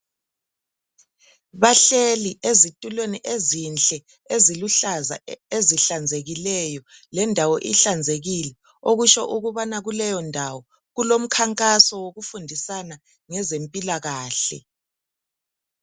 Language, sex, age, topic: North Ndebele, male, 50+, health